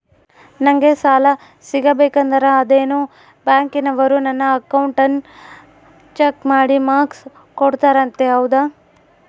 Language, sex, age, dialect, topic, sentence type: Kannada, female, 25-30, Central, banking, question